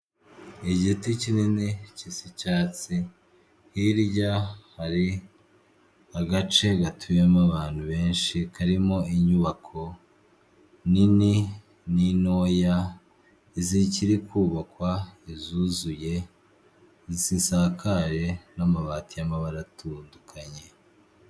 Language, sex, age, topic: Kinyarwanda, male, 25-35, government